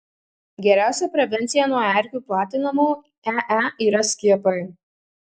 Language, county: Lithuanian, Marijampolė